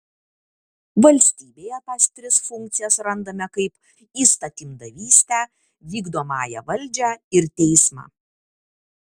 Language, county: Lithuanian, Kaunas